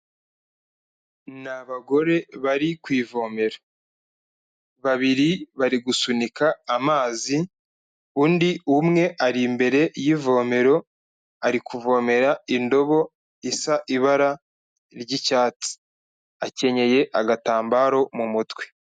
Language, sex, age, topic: Kinyarwanda, male, 25-35, health